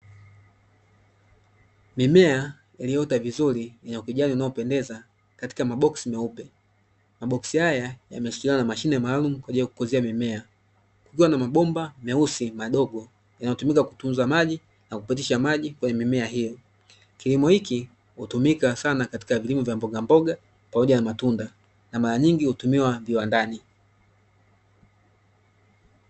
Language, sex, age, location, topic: Swahili, male, 25-35, Dar es Salaam, agriculture